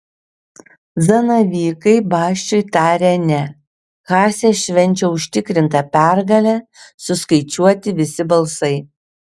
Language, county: Lithuanian, Šiauliai